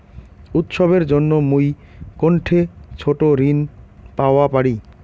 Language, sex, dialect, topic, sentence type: Bengali, male, Rajbangshi, banking, statement